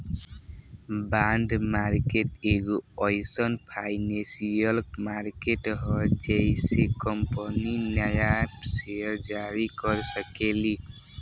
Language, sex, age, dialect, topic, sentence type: Bhojpuri, male, <18, Southern / Standard, banking, statement